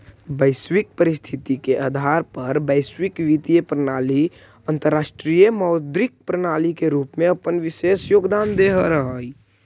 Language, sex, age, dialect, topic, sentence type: Magahi, male, 18-24, Central/Standard, banking, statement